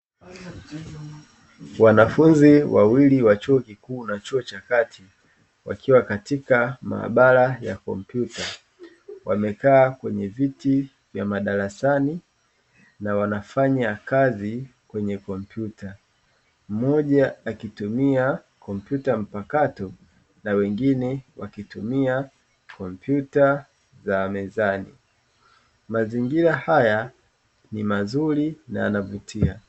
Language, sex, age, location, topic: Swahili, male, 25-35, Dar es Salaam, education